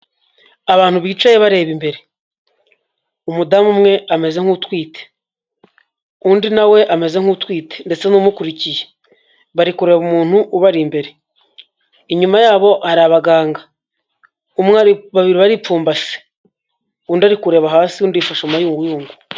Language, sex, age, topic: Kinyarwanda, male, 25-35, health